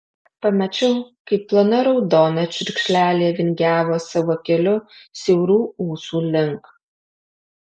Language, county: Lithuanian, Alytus